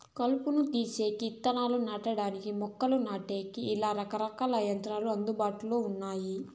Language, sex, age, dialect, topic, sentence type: Telugu, female, 25-30, Southern, agriculture, statement